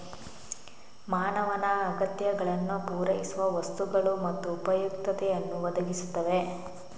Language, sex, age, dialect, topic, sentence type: Kannada, female, 41-45, Coastal/Dakshin, banking, statement